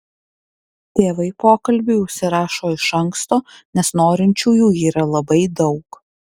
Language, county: Lithuanian, Alytus